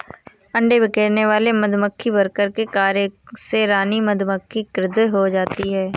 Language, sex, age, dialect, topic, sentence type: Hindi, female, 18-24, Awadhi Bundeli, agriculture, statement